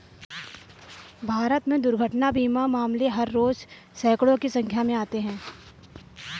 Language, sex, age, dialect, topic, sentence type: Hindi, female, 31-35, Marwari Dhudhari, banking, statement